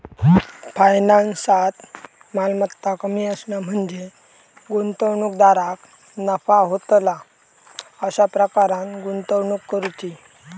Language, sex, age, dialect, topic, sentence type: Marathi, male, 18-24, Southern Konkan, banking, statement